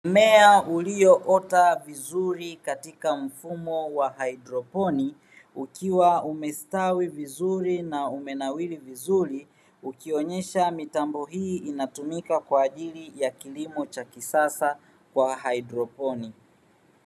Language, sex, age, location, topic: Swahili, male, 36-49, Dar es Salaam, agriculture